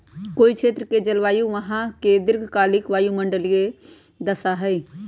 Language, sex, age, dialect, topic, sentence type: Magahi, male, 31-35, Western, agriculture, statement